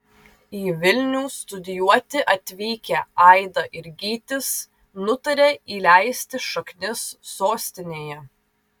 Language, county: Lithuanian, Vilnius